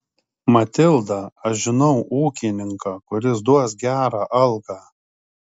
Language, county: Lithuanian, Kaunas